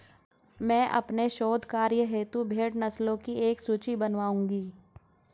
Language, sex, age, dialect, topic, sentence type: Hindi, female, 60-100, Hindustani Malvi Khadi Boli, agriculture, statement